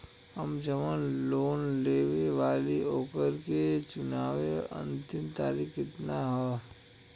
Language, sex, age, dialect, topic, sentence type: Bhojpuri, male, 25-30, Western, banking, question